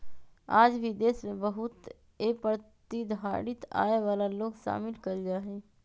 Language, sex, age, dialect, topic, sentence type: Magahi, male, 25-30, Western, banking, statement